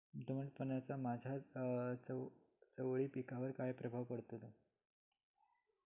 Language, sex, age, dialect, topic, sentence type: Marathi, female, 18-24, Southern Konkan, agriculture, question